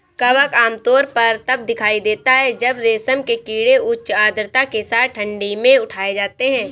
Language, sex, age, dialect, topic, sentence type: Hindi, female, 18-24, Awadhi Bundeli, agriculture, statement